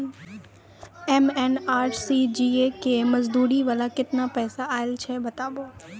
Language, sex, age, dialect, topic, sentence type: Maithili, female, 18-24, Angika, banking, question